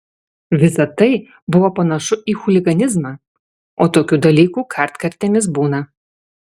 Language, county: Lithuanian, Alytus